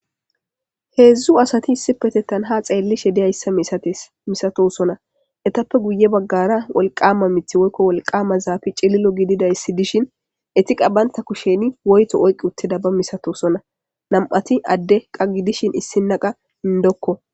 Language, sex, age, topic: Gamo, female, 18-24, government